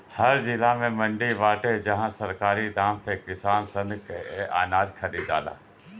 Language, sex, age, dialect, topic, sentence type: Bhojpuri, male, 41-45, Northern, agriculture, statement